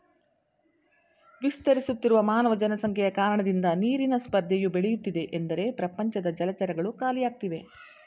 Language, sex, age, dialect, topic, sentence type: Kannada, female, 56-60, Mysore Kannada, agriculture, statement